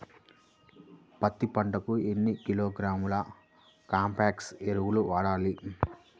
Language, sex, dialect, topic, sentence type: Telugu, male, Central/Coastal, agriculture, question